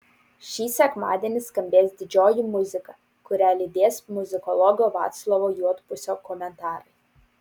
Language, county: Lithuanian, Utena